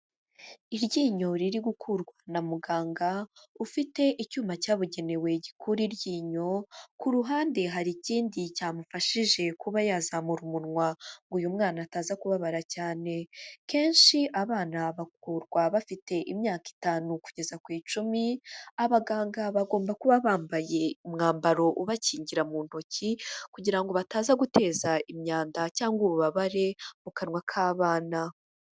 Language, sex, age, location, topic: Kinyarwanda, female, 25-35, Huye, health